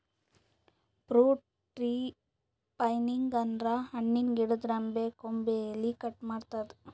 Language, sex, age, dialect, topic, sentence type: Kannada, female, 41-45, Northeastern, agriculture, statement